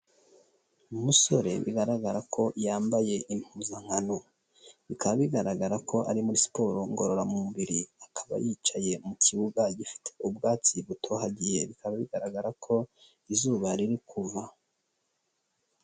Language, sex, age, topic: Kinyarwanda, male, 25-35, health